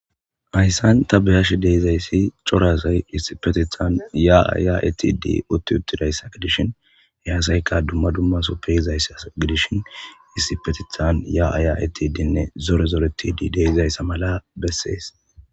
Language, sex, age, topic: Gamo, male, 25-35, government